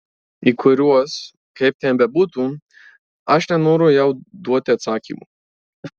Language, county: Lithuanian, Marijampolė